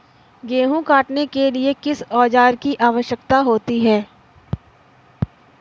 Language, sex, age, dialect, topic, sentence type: Hindi, female, 18-24, Awadhi Bundeli, agriculture, question